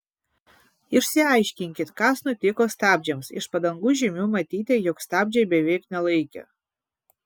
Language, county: Lithuanian, Vilnius